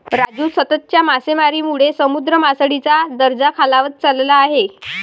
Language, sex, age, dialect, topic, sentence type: Marathi, female, 18-24, Varhadi, agriculture, statement